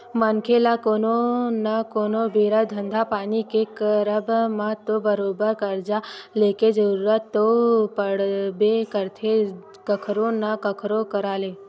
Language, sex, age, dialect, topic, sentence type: Chhattisgarhi, female, 18-24, Western/Budati/Khatahi, banking, statement